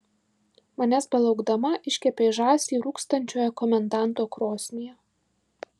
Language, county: Lithuanian, Marijampolė